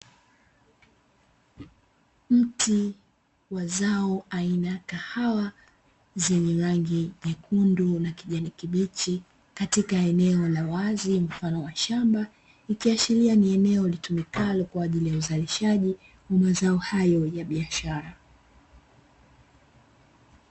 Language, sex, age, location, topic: Swahili, female, 25-35, Dar es Salaam, agriculture